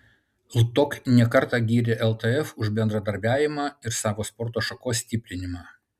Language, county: Lithuanian, Utena